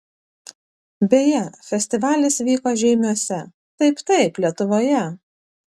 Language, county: Lithuanian, Vilnius